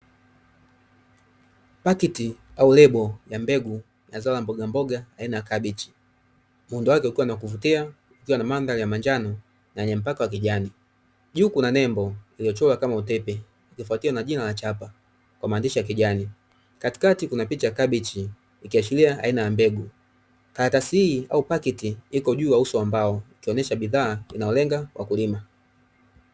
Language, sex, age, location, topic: Swahili, male, 25-35, Dar es Salaam, agriculture